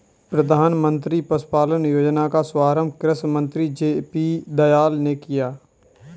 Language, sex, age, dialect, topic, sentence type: Hindi, male, 25-30, Kanauji Braj Bhasha, agriculture, statement